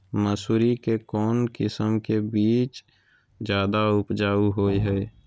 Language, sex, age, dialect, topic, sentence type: Magahi, male, 18-24, Southern, agriculture, question